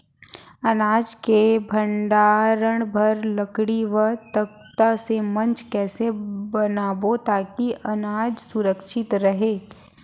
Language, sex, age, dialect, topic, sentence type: Chhattisgarhi, female, 25-30, Central, agriculture, question